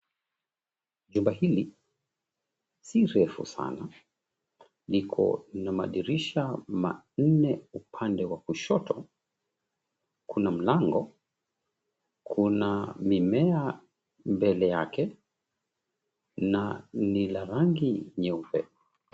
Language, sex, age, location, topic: Swahili, male, 36-49, Mombasa, government